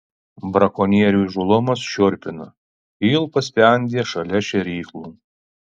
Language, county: Lithuanian, Alytus